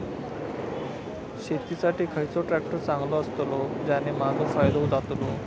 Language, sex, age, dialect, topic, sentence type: Marathi, male, 25-30, Southern Konkan, agriculture, question